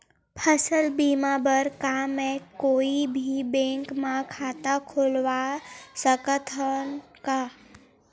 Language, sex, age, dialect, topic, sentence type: Chhattisgarhi, female, 18-24, Western/Budati/Khatahi, agriculture, question